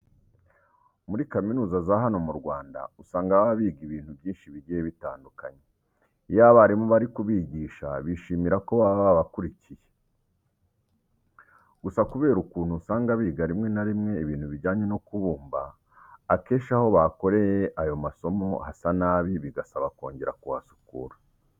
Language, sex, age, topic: Kinyarwanda, male, 36-49, education